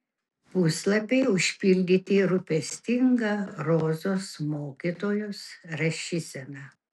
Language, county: Lithuanian, Kaunas